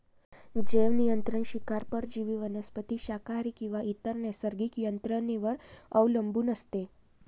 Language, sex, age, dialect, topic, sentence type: Marathi, female, 18-24, Varhadi, agriculture, statement